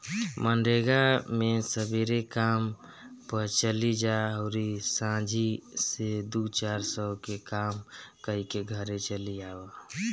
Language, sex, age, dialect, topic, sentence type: Bhojpuri, male, 51-55, Northern, banking, statement